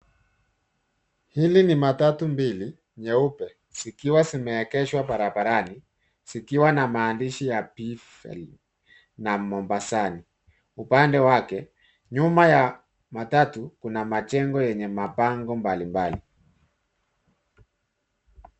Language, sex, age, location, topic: Swahili, male, 36-49, Nairobi, government